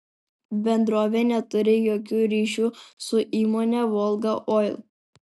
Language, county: Lithuanian, Alytus